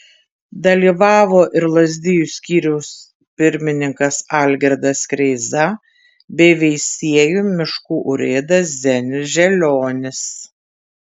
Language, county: Lithuanian, Tauragė